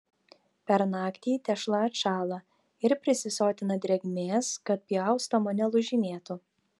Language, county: Lithuanian, Telšiai